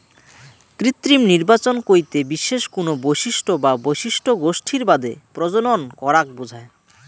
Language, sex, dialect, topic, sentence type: Bengali, male, Rajbangshi, agriculture, statement